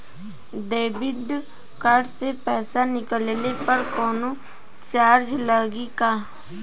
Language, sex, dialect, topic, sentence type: Bhojpuri, female, Western, banking, question